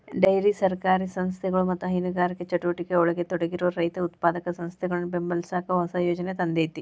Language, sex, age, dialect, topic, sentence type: Kannada, female, 36-40, Dharwad Kannada, agriculture, statement